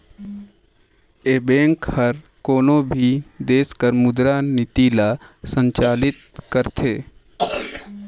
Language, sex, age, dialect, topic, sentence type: Chhattisgarhi, male, 18-24, Northern/Bhandar, banking, statement